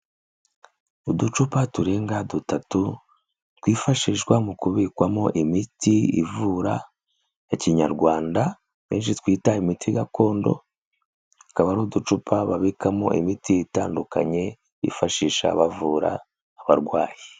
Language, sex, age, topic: Kinyarwanda, female, 25-35, health